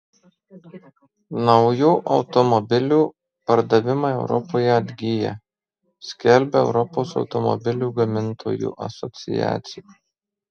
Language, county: Lithuanian, Marijampolė